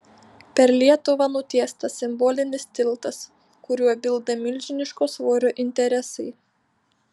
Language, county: Lithuanian, Panevėžys